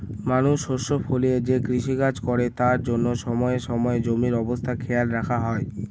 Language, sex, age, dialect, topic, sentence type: Bengali, male, <18, Northern/Varendri, agriculture, statement